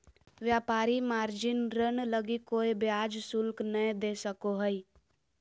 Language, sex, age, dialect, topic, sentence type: Magahi, female, 31-35, Southern, banking, statement